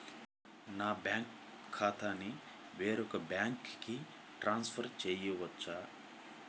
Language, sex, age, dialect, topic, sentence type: Telugu, male, 25-30, Central/Coastal, banking, question